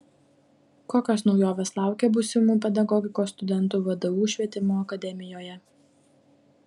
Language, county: Lithuanian, Klaipėda